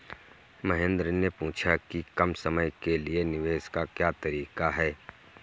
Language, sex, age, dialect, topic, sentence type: Hindi, male, 51-55, Kanauji Braj Bhasha, banking, statement